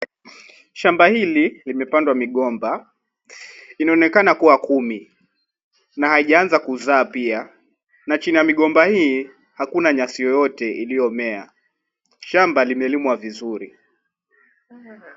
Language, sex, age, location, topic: Swahili, male, 18-24, Mombasa, agriculture